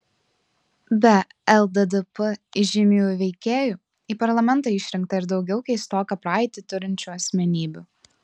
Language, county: Lithuanian, Klaipėda